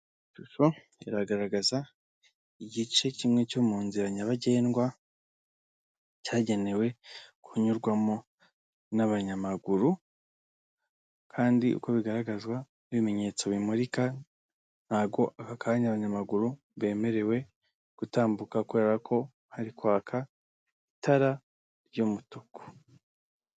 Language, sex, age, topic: Kinyarwanda, male, 25-35, government